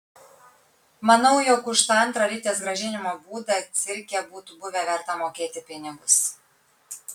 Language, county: Lithuanian, Kaunas